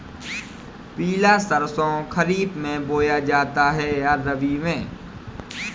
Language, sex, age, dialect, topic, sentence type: Hindi, female, 18-24, Awadhi Bundeli, agriculture, question